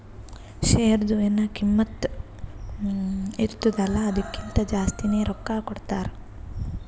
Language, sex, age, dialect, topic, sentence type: Kannada, female, 18-24, Northeastern, banking, statement